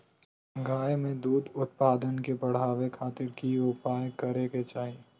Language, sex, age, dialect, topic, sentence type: Magahi, male, 18-24, Southern, agriculture, question